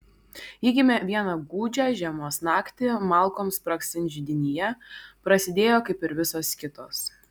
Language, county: Lithuanian, Vilnius